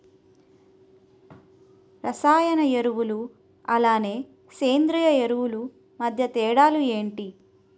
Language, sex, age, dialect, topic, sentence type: Telugu, female, 31-35, Utterandhra, agriculture, question